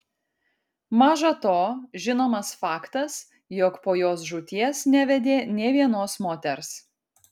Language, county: Lithuanian, Kaunas